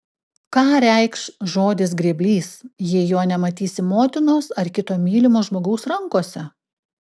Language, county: Lithuanian, Klaipėda